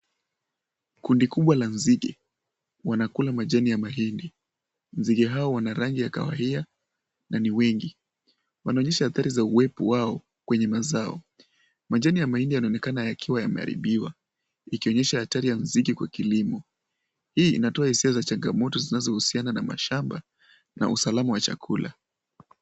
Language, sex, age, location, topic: Swahili, male, 18-24, Kisumu, health